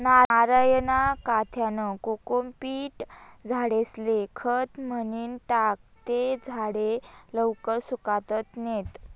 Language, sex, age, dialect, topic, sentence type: Marathi, female, 25-30, Northern Konkan, agriculture, statement